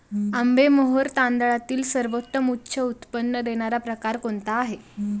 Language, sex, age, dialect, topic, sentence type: Marathi, female, 18-24, Standard Marathi, agriculture, question